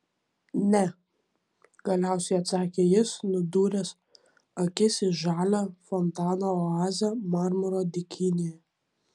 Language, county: Lithuanian, Kaunas